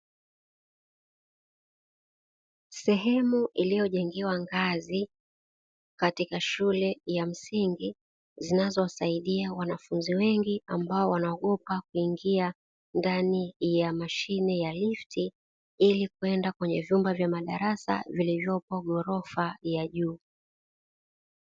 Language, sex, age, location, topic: Swahili, female, 36-49, Dar es Salaam, education